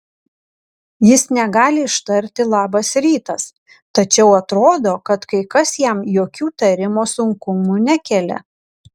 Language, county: Lithuanian, Kaunas